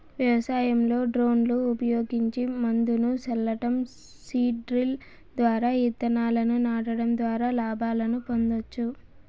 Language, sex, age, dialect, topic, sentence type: Telugu, female, 18-24, Southern, agriculture, statement